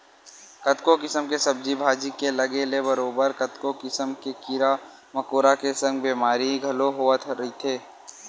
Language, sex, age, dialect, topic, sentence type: Chhattisgarhi, male, 18-24, Western/Budati/Khatahi, agriculture, statement